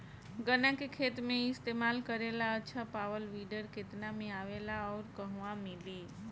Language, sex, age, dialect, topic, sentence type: Bhojpuri, female, 41-45, Northern, agriculture, question